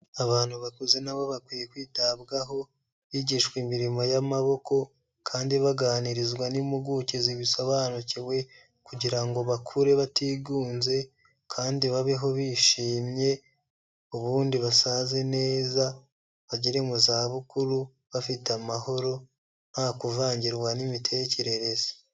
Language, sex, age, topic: Kinyarwanda, male, 25-35, health